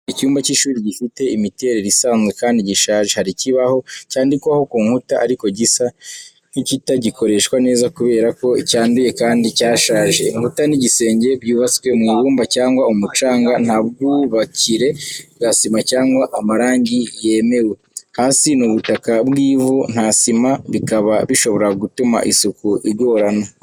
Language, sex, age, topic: Kinyarwanda, male, 18-24, education